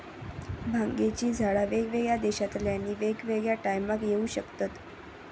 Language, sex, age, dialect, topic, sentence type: Marathi, female, 46-50, Southern Konkan, agriculture, statement